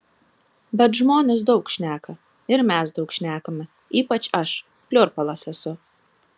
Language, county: Lithuanian, Telšiai